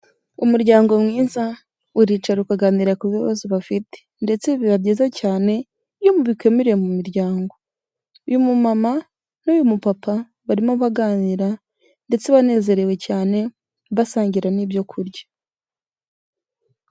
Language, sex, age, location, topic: Kinyarwanda, female, 18-24, Kigali, health